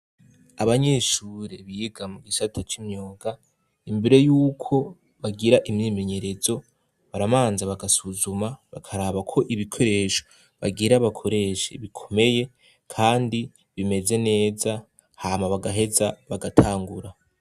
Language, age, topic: Rundi, 18-24, education